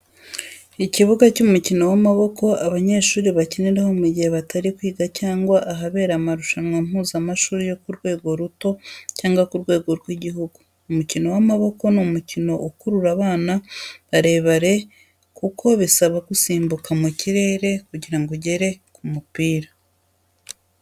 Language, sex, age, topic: Kinyarwanda, female, 36-49, education